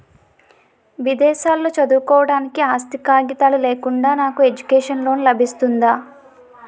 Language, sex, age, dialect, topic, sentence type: Telugu, female, 18-24, Utterandhra, banking, question